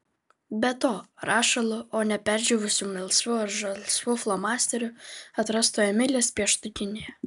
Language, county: Lithuanian, Vilnius